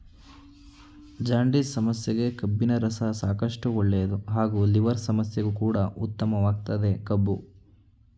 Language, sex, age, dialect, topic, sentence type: Kannada, male, 18-24, Mysore Kannada, agriculture, statement